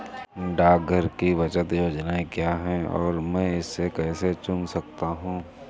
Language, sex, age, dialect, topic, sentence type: Hindi, male, 31-35, Awadhi Bundeli, banking, question